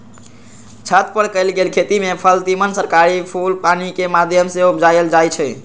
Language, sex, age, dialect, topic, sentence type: Magahi, male, 51-55, Western, agriculture, statement